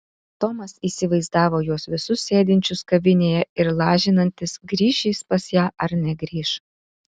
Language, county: Lithuanian, Utena